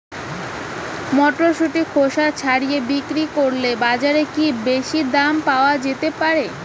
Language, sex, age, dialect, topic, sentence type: Bengali, female, 18-24, Rajbangshi, agriculture, question